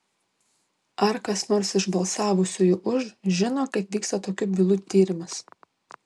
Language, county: Lithuanian, Šiauliai